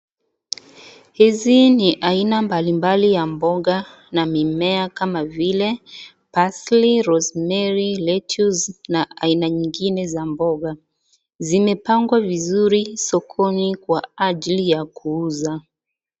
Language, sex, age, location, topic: Swahili, female, 25-35, Kisii, finance